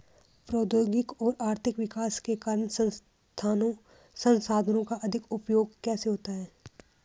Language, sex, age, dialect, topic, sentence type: Hindi, female, 18-24, Hindustani Malvi Khadi Boli, agriculture, question